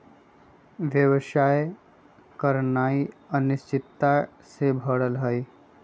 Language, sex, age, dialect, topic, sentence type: Magahi, male, 25-30, Western, banking, statement